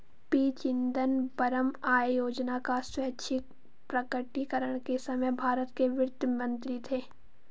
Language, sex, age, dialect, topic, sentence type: Hindi, female, 18-24, Marwari Dhudhari, banking, statement